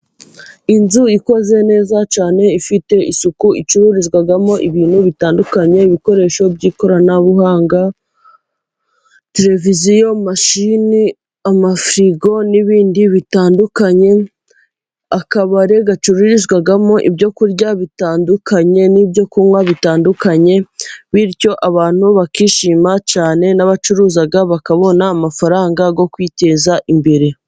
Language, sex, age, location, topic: Kinyarwanda, female, 18-24, Musanze, finance